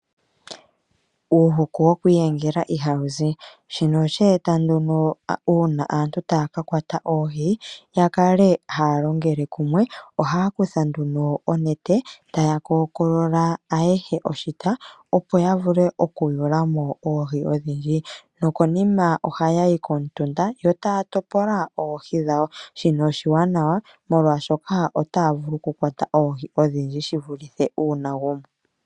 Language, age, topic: Oshiwambo, 25-35, agriculture